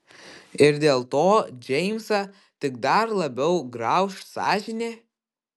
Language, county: Lithuanian, Kaunas